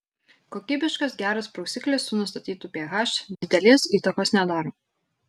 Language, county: Lithuanian, Šiauliai